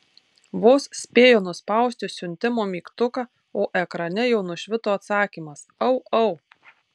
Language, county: Lithuanian, Tauragė